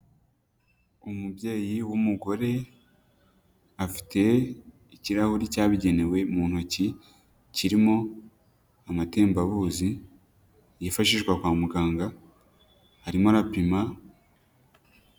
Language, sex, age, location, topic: Kinyarwanda, female, 18-24, Nyagatare, health